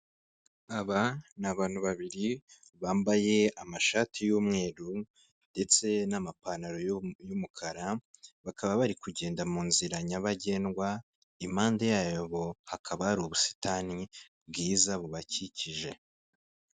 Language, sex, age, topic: Kinyarwanda, male, 18-24, government